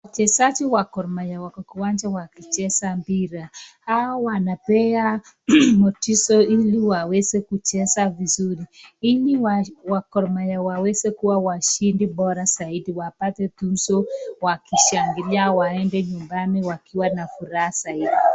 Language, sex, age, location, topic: Swahili, male, 25-35, Nakuru, government